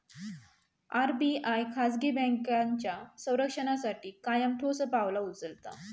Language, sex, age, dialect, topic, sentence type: Marathi, female, 31-35, Southern Konkan, banking, statement